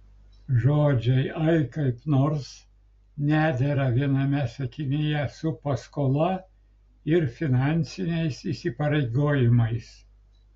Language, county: Lithuanian, Klaipėda